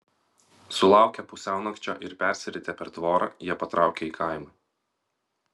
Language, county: Lithuanian, Vilnius